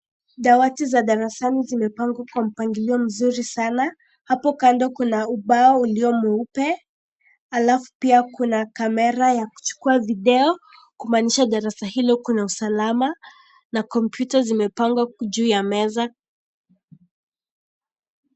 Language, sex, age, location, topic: Swahili, female, 18-24, Kisii, education